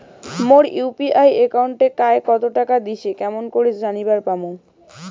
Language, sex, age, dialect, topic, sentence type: Bengali, female, 18-24, Rajbangshi, banking, question